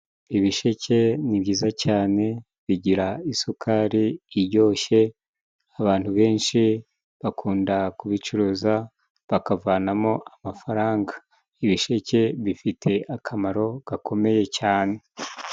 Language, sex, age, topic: Kinyarwanda, male, 36-49, agriculture